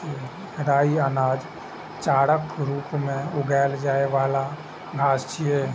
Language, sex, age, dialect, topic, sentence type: Maithili, male, 25-30, Eastern / Thethi, agriculture, statement